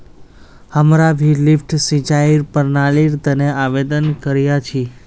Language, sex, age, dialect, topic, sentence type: Magahi, male, 18-24, Northeastern/Surjapuri, agriculture, statement